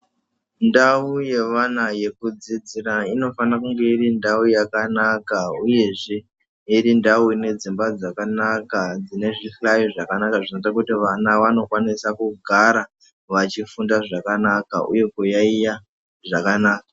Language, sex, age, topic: Ndau, male, 18-24, education